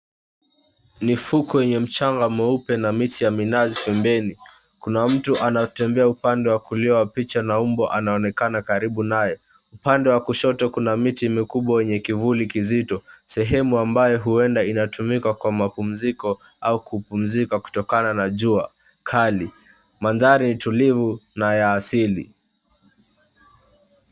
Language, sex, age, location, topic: Swahili, male, 18-24, Mombasa, agriculture